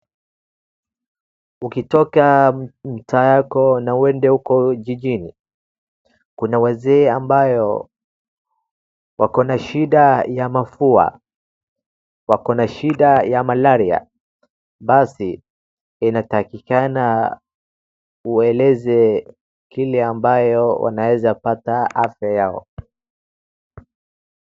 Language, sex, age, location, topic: Swahili, male, 36-49, Wajir, health